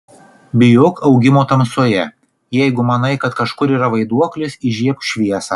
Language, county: Lithuanian, Kaunas